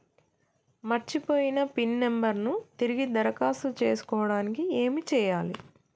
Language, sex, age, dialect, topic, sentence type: Telugu, female, 25-30, Telangana, banking, question